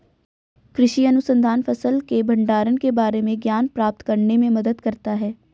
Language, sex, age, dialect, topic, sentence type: Hindi, female, 18-24, Hindustani Malvi Khadi Boli, agriculture, statement